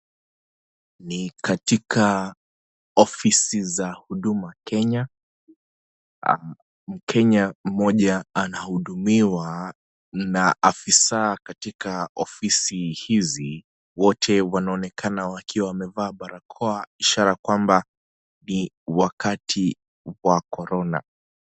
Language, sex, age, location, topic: Swahili, male, 25-35, Kisii, government